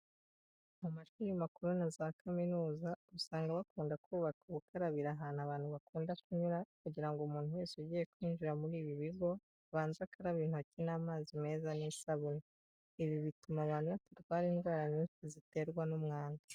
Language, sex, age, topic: Kinyarwanda, female, 25-35, education